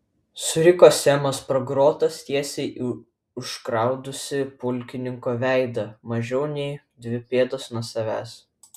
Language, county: Lithuanian, Vilnius